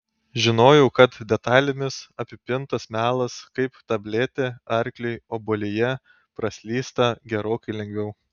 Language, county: Lithuanian, Panevėžys